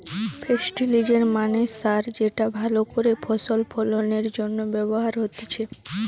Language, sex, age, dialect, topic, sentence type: Bengali, female, 18-24, Western, agriculture, statement